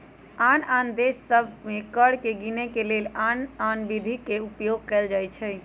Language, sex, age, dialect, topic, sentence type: Magahi, male, 18-24, Western, banking, statement